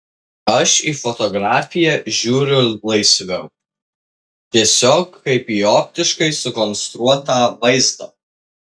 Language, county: Lithuanian, Tauragė